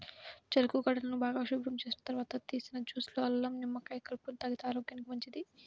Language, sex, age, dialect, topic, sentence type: Telugu, female, 18-24, Central/Coastal, agriculture, statement